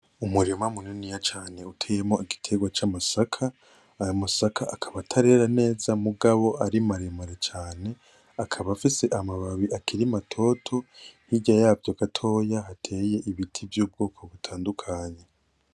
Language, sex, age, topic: Rundi, male, 18-24, agriculture